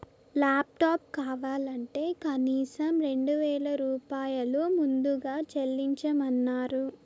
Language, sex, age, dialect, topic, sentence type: Telugu, female, 18-24, Southern, banking, statement